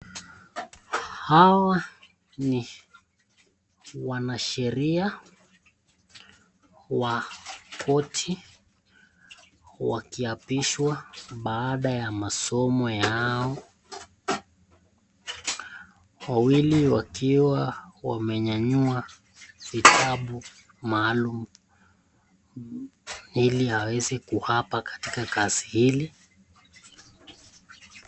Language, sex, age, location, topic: Swahili, male, 25-35, Nakuru, government